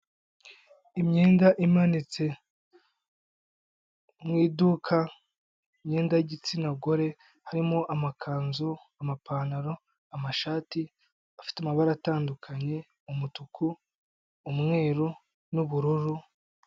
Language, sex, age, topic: Kinyarwanda, male, 25-35, finance